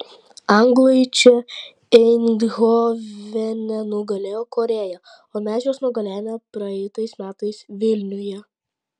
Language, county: Lithuanian, Klaipėda